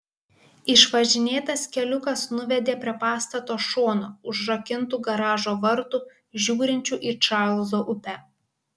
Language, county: Lithuanian, Kaunas